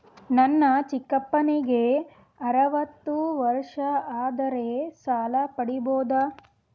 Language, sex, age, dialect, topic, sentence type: Kannada, female, 18-24, Northeastern, banking, statement